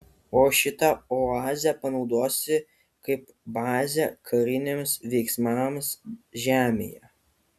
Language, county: Lithuanian, Kaunas